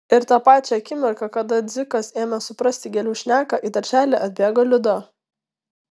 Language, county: Lithuanian, Tauragė